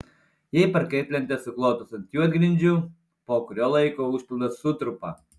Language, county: Lithuanian, Panevėžys